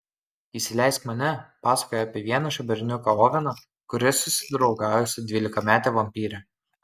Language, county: Lithuanian, Kaunas